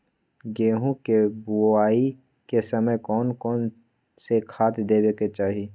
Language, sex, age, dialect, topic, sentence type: Magahi, male, 41-45, Western, agriculture, question